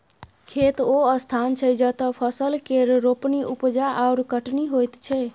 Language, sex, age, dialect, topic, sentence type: Maithili, female, 25-30, Bajjika, agriculture, statement